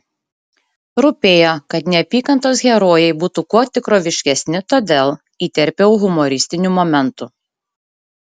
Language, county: Lithuanian, Šiauliai